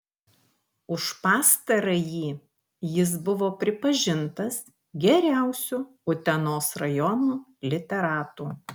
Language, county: Lithuanian, Kaunas